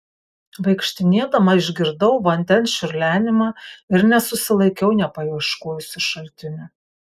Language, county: Lithuanian, Kaunas